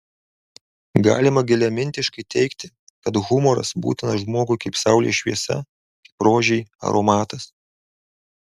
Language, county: Lithuanian, Alytus